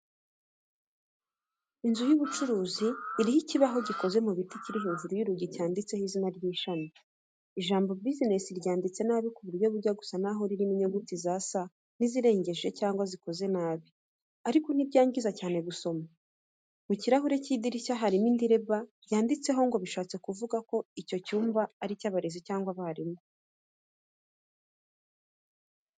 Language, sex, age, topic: Kinyarwanda, female, 25-35, education